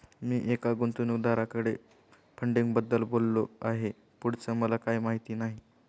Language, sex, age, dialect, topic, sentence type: Marathi, male, 25-30, Standard Marathi, banking, statement